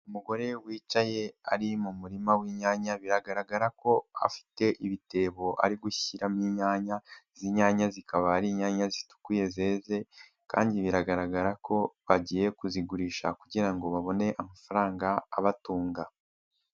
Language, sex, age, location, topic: Kinyarwanda, male, 18-24, Nyagatare, agriculture